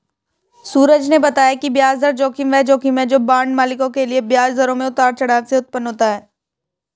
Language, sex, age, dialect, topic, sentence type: Hindi, female, 18-24, Hindustani Malvi Khadi Boli, banking, statement